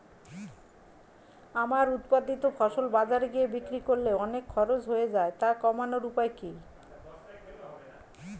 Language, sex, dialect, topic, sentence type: Bengali, female, Standard Colloquial, agriculture, question